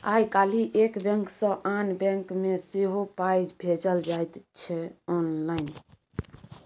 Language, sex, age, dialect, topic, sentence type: Maithili, female, 51-55, Bajjika, banking, statement